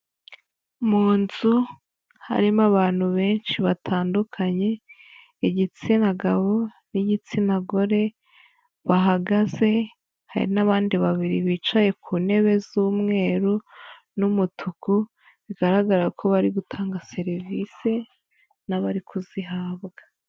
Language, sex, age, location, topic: Kinyarwanda, female, 18-24, Huye, finance